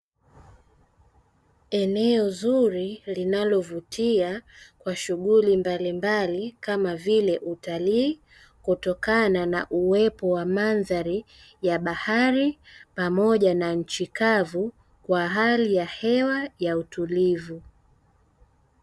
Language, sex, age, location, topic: Swahili, female, 25-35, Dar es Salaam, agriculture